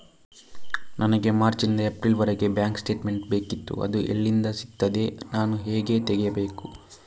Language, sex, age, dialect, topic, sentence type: Kannada, male, 46-50, Coastal/Dakshin, banking, question